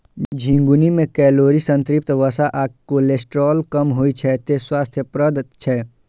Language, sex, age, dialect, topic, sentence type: Maithili, male, 51-55, Eastern / Thethi, agriculture, statement